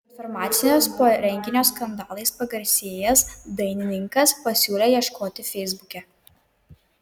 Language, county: Lithuanian, Kaunas